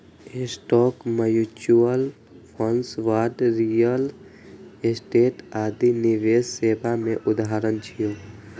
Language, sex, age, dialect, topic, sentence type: Maithili, male, 25-30, Eastern / Thethi, banking, statement